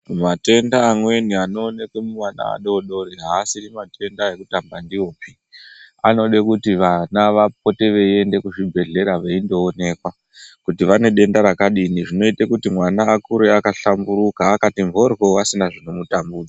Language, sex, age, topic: Ndau, female, 36-49, health